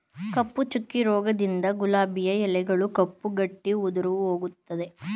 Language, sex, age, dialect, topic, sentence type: Kannada, male, 25-30, Mysore Kannada, agriculture, statement